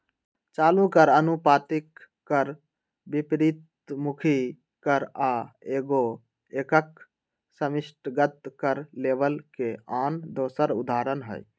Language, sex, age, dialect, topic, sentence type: Magahi, male, 18-24, Western, banking, statement